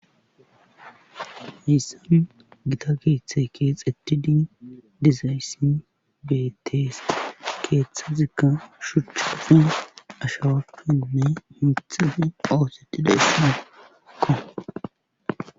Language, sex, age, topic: Gamo, male, 25-35, government